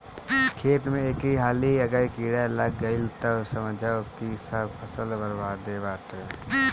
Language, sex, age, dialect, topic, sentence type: Bhojpuri, male, 18-24, Northern, agriculture, statement